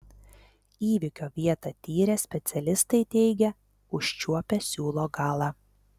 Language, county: Lithuanian, Telšiai